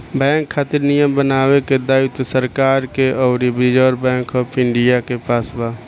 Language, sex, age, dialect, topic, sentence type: Bhojpuri, male, 18-24, Southern / Standard, banking, statement